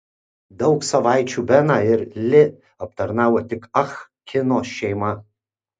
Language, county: Lithuanian, Kaunas